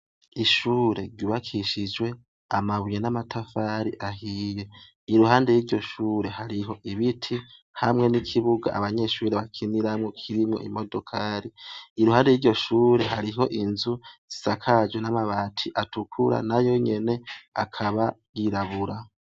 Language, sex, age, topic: Rundi, male, 18-24, education